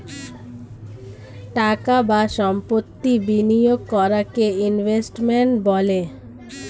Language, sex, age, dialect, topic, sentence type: Bengali, female, 25-30, Standard Colloquial, banking, statement